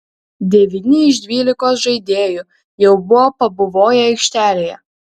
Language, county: Lithuanian, Kaunas